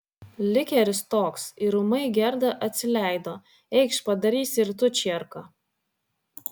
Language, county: Lithuanian, Vilnius